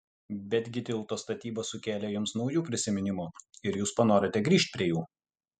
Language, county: Lithuanian, Utena